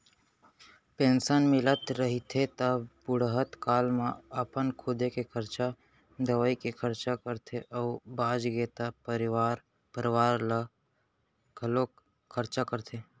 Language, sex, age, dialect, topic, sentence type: Chhattisgarhi, male, 18-24, Central, banking, statement